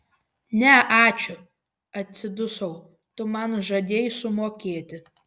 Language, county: Lithuanian, Panevėžys